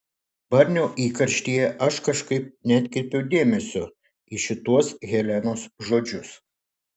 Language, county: Lithuanian, Šiauliai